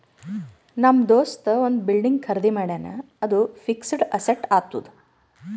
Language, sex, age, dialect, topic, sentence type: Kannada, female, 36-40, Northeastern, banking, statement